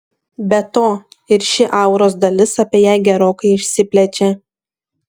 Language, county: Lithuanian, Šiauliai